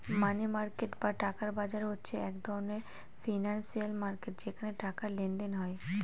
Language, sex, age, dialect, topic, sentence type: Bengali, female, 18-24, Northern/Varendri, banking, statement